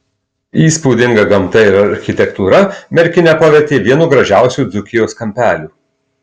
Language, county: Lithuanian, Marijampolė